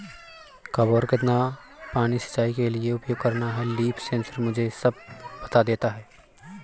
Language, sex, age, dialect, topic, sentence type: Hindi, male, 31-35, Awadhi Bundeli, agriculture, statement